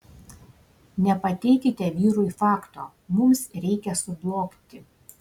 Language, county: Lithuanian, Šiauliai